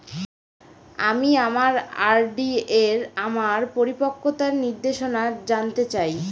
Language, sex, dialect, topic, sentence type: Bengali, female, Northern/Varendri, banking, statement